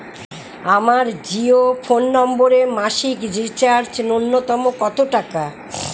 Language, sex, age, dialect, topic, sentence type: Bengali, female, 60-100, Rajbangshi, banking, question